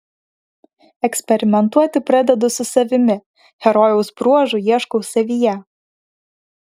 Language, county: Lithuanian, Vilnius